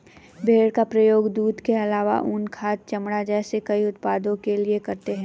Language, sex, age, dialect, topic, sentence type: Hindi, female, 31-35, Hindustani Malvi Khadi Boli, agriculture, statement